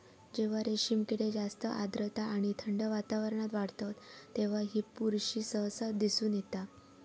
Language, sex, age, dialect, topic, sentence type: Marathi, female, 25-30, Southern Konkan, agriculture, statement